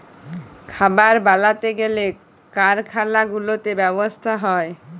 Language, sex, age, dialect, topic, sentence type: Bengali, male, 18-24, Jharkhandi, agriculture, statement